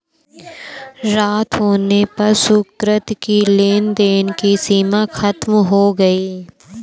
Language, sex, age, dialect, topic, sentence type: Hindi, female, 18-24, Awadhi Bundeli, banking, statement